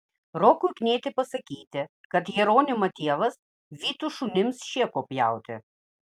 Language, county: Lithuanian, Vilnius